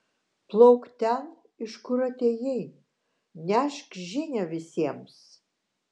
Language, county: Lithuanian, Vilnius